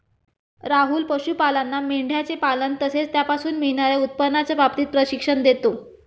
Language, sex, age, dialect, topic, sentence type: Marathi, female, 25-30, Standard Marathi, agriculture, statement